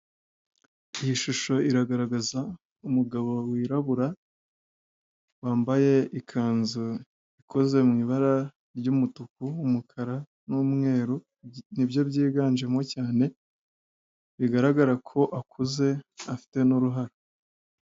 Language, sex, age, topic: Kinyarwanda, male, 18-24, government